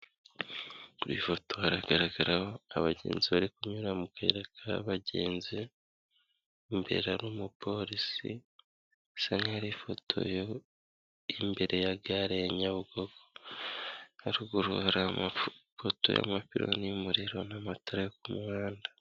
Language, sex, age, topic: Kinyarwanda, male, 25-35, government